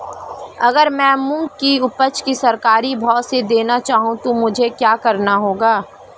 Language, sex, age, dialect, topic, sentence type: Hindi, female, 31-35, Marwari Dhudhari, agriculture, question